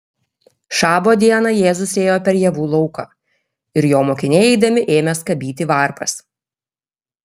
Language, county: Lithuanian, Kaunas